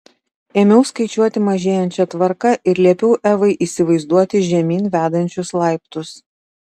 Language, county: Lithuanian, Šiauliai